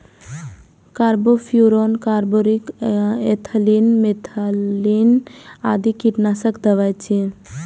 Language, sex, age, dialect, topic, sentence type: Maithili, female, 18-24, Eastern / Thethi, agriculture, statement